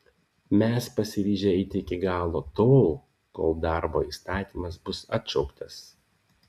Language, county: Lithuanian, Vilnius